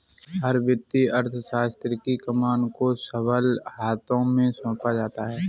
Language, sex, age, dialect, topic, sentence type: Hindi, male, 36-40, Kanauji Braj Bhasha, banking, statement